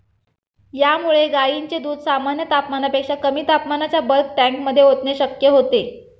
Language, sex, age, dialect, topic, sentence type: Marathi, female, 25-30, Standard Marathi, agriculture, statement